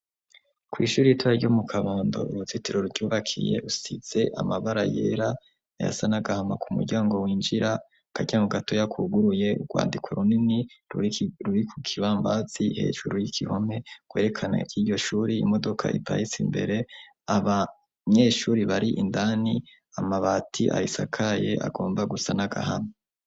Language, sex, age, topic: Rundi, male, 25-35, education